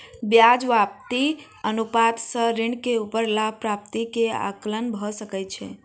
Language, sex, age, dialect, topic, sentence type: Maithili, female, 56-60, Southern/Standard, banking, statement